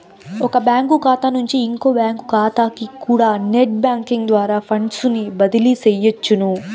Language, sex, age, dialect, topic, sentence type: Telugu, female, 18-24, Southern, banking, statement